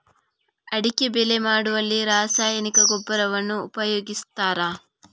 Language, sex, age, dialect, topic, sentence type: Kannada, female, 41-45, Coastal/Dakshin, agriculture, question